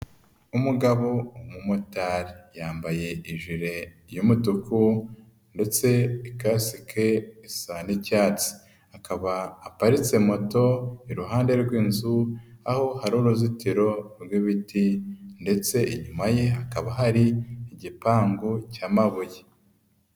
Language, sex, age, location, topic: Kinyarwanda, male, 25-35, Nyagatare, finance